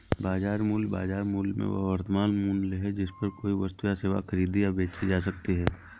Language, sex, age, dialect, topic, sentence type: Hindi, male, 18-24, Awadhi Bundeli, agriculture, statement